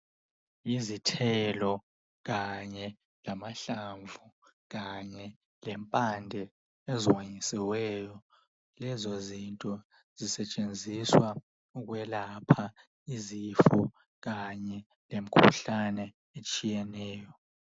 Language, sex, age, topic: North Ndebele, male, 25-35, health